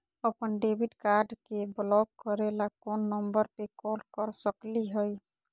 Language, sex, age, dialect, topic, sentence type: Magahi, female, 36-40, Southern, banking, question